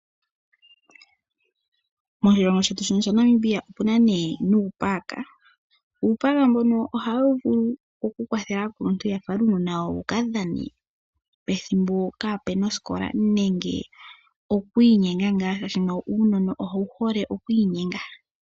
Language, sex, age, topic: Oshiwambo, female, 18-24, agriculture